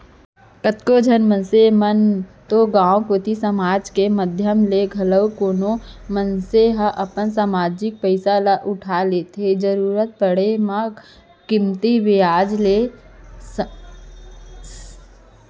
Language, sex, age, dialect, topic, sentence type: Chhattisgarhi, female, 25-30, Central, banking, statement